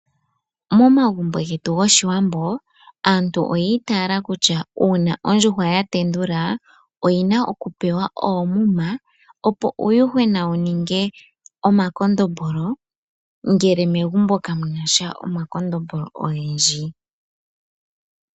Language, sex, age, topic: Oshiwambo, female, 25-35, agriculture